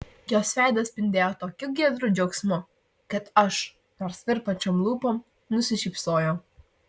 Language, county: Lithuanian, Marijampolė